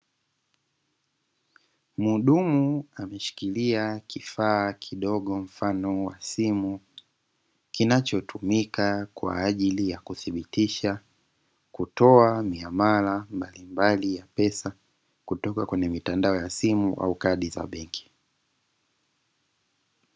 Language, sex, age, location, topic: Swahili, male, 25-35, Dar es Salaam, finance